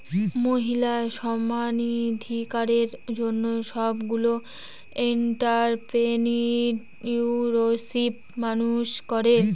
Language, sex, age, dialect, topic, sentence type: Bengali, female, 60-100, Northern/Varendri, banking, statement